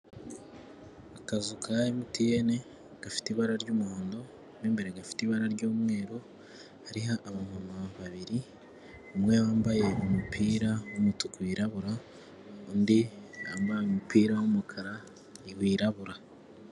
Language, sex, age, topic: Kinyarwanda, male, 18-24, finance